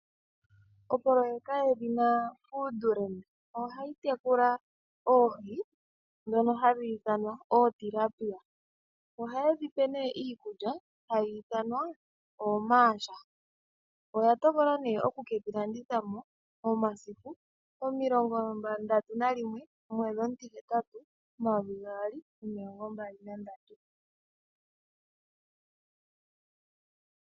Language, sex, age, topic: Oshiwambo, female, 25-35, agriculture